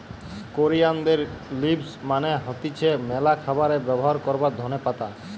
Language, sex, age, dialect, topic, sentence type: Bengali, female, 18-24, Western, agriculture, statement